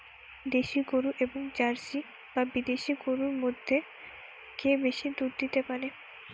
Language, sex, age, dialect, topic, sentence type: Bengali, female, 18-24, Western, agriculture, question